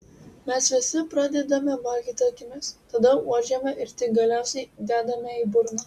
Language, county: Lithuanian, Utena